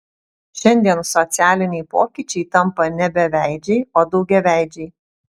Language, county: Lithuanian, Utena